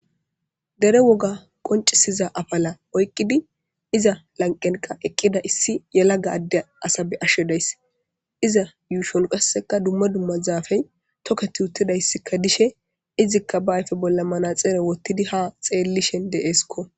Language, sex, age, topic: Gamo, male, 18-24, government